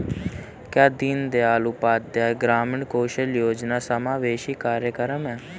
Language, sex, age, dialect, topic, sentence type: Hindi, male, 31-35, Kanauji Braj Bhasha, banking, statement